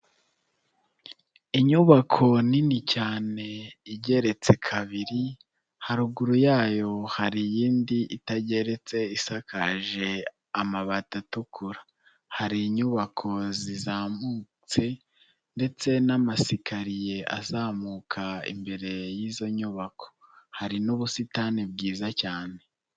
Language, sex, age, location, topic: Kinyarwanda, male, 25-35, Nyagatare, finance